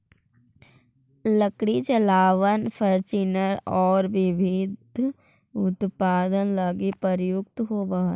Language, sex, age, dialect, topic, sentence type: Magahi, female, 25-30, Central/Standard, banking, statement